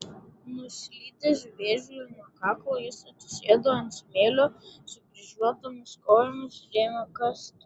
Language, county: Lithuanian, Vilnius